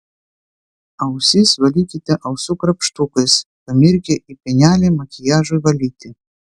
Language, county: Lithuanian, Vilnius